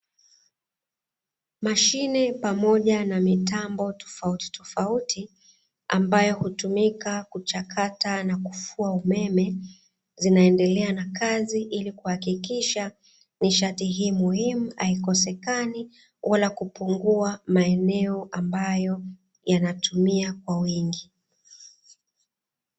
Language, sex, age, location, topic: Swahili, female, 36-49, Dar es Salaam, government